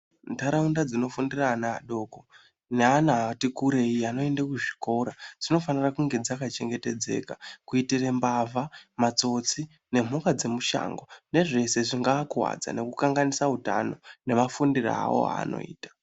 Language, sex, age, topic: Ndau, male, 18-24, education